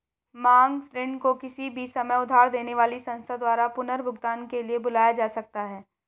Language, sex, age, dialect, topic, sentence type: Hindi, female, 18-24, Hindustani Malvi Khadi Boli, banking, statement